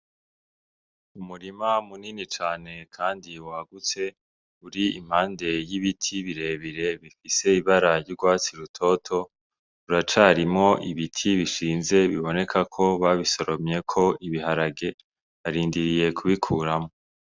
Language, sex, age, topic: Rundi, male, 18-24, agriculture